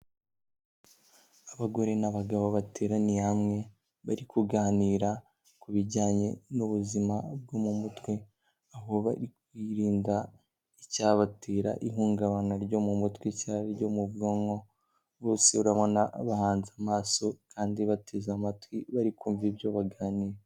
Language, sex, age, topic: Kinyarwanda, female, 18-24, health